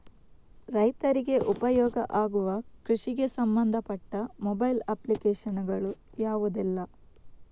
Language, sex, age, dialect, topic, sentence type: Kannada, female, 18-24, Coastal/Dakshin, agriculture, question